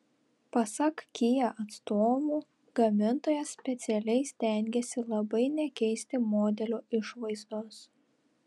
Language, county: Lithuanian, Telšiai